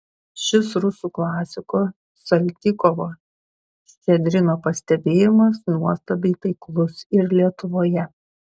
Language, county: Lithuanian, Šiauliai